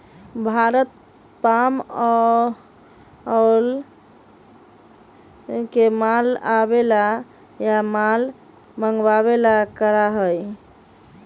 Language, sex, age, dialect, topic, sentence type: Magahi, female, 25-30, Western, agriculture, statement